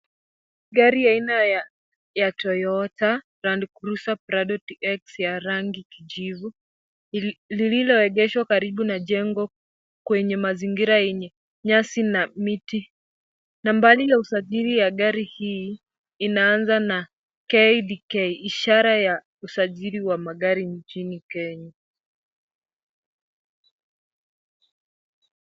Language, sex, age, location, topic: Swahili, female, 18-24, Kisumu, finance